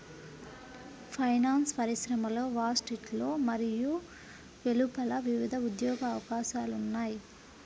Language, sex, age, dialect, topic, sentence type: Telugu, female, 25-30, Central/Coastal, banking, statement